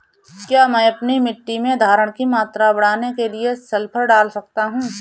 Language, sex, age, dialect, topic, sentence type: Hindi, female, 31-35, Awadhi Bundeli, agriculture, question